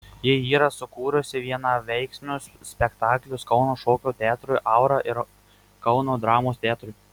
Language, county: Lithuanian, Marijampolė